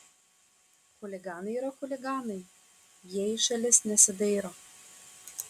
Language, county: Lithuanian, Kaunas